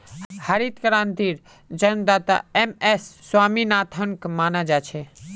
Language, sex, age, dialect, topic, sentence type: Magahi, male, 18-24, Northeastern/Surjapuri, agriculture, statement